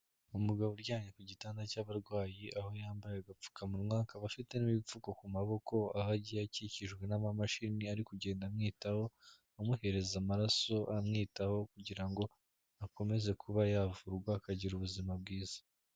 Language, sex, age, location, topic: Kinyarwanda, male, 18-24, Kigali, health